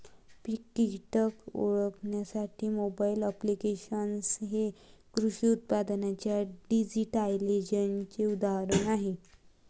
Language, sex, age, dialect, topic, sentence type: Marathi, female, 18-24, Varhadi, agriculture, statement